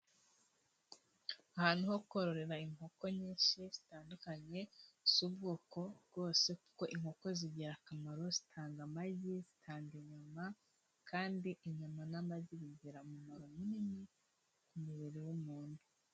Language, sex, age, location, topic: Kinyarwanda, female, 25-35, Musanze, agriculture